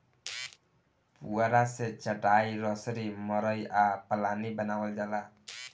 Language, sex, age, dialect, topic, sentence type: Bhojpuri, male, 18-24, Southern / Standard, agriculture, statement